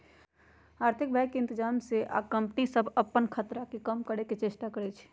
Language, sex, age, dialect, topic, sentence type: Magahi, female, 56-60, Western, banking, statement